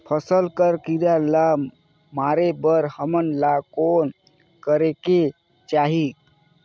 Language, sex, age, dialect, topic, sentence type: Chhattisgarhi, male, 25-30, Northern/Bhandar, agriculture, question